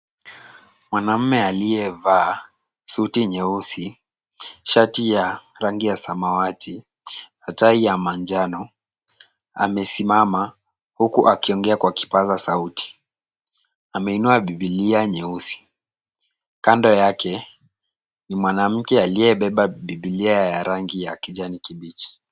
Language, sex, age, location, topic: Swahili, male, 18-24, Kisumu, government